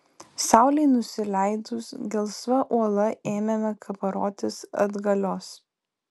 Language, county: Lithuanian, Vilnius